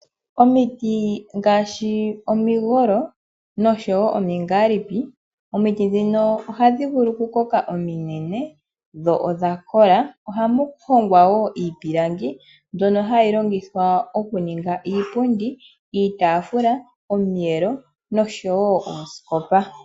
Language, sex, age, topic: Oshiwambo, female, 18-24, finance